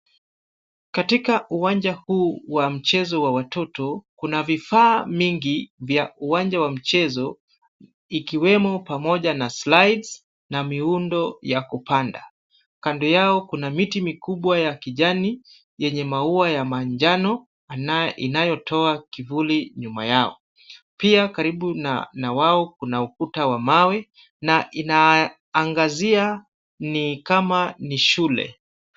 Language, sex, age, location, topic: Swahili, male, 25-35, Kisumu, education